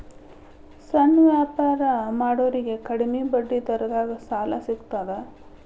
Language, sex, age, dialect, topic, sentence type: Kannada, female, 31-35, Dharwad Kannada, banking, question